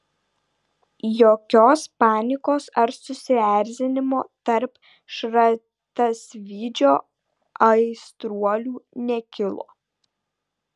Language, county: Lithuanian, Vilnius